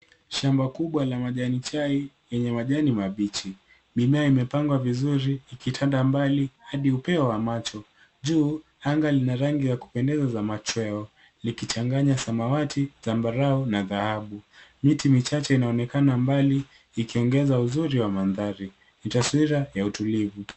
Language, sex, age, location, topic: Swahili, male, 18-24, Nairobi, health